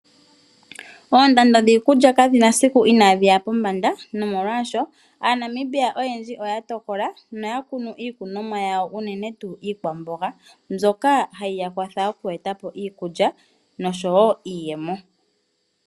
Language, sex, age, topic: Oshiwambo, female, 25-35, agriculture